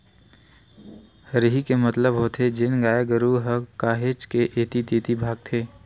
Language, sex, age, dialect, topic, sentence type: Chhattisgarhi, male, 18-24, Western/Budati/Khatahi, agriculture, statement